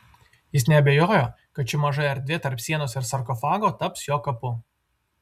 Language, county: Lithuanian, Vilnius